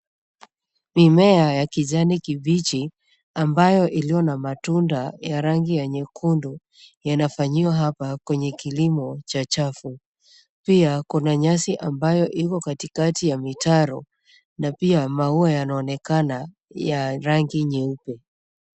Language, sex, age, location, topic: Swahili, female, 25-35, Nairobi, agriculture